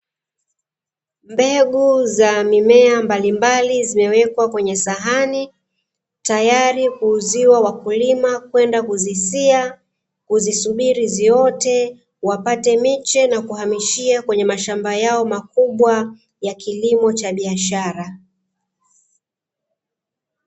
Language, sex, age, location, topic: Swahili, female, 36-49, Dar es Salaam, agriculture